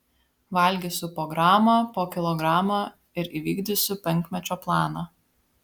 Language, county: Lithuanian, Vilnius